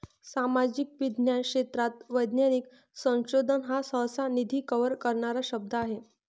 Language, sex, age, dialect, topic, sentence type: Marathi, female, 25-30, Varhadi, banking, statement